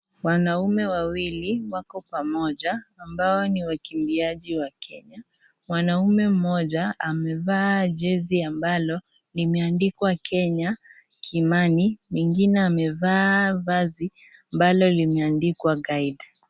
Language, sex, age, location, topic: Swahili, female, 18-24, Kisii, education